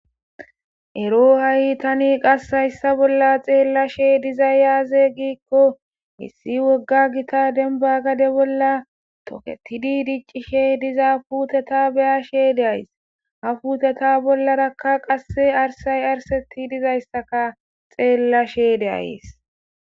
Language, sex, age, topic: Gamo, female, 25-35, government